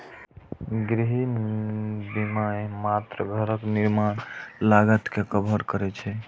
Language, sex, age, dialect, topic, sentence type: Maithili, male, 41-45, Eastern / Thethi, banking, statement